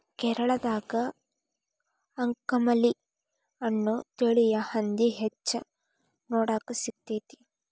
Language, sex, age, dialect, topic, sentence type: Kannada, female, 18-24, Dharwad Kannada, agriculture, statement